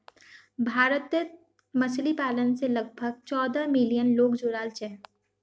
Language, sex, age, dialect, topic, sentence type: Magahi, female, 18-24, Northeastern/Surjapuri, agriculture, statement